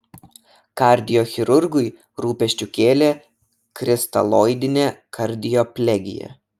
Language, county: Lithuanian, Šiauliai